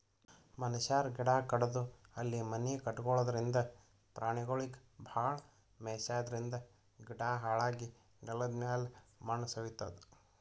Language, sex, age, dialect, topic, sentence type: Kannada, male, 31-35, Northeastern, agriculture, statement